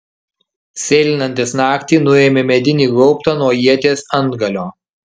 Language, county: Lithuanian, Kaunas